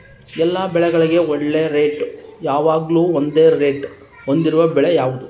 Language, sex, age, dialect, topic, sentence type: Kannada, male, 31-35, Central, agriculture, question